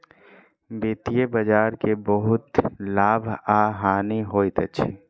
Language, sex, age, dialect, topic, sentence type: Maithili, female, 25-30, Southern/Standard, banking, statement